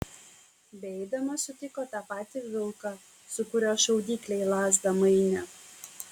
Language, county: Lithuanian, Kaunas